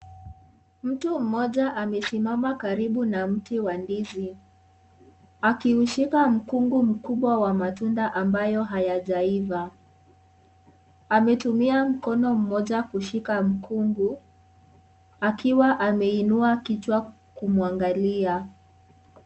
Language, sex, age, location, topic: Swahili, female, 36-49, Kisii, agriculture